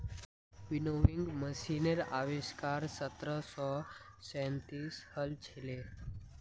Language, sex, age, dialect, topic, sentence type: Magahi, male, 18-24, Northeastern/Surjapuri, agriculture, statement